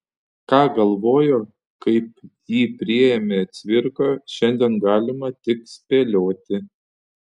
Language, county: Lithuanian, Panevėžys